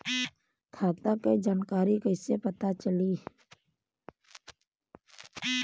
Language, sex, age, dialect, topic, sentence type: Bhojpuri, male, 18-24, Western, banking, question